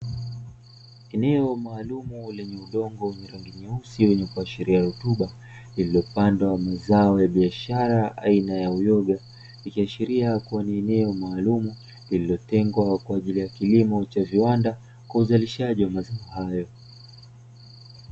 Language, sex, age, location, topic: Swahili, male, 25-35, Dar es Salaam, agriculture